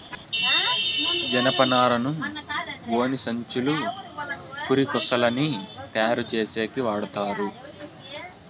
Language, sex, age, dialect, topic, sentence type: Telugu, male, 18-24, Southern, agriculture, statement